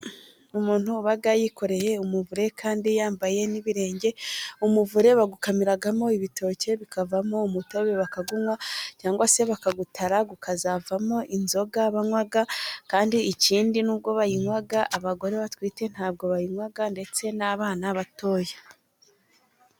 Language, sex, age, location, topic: Kinyarwanda, female, 25-35, Musanze, government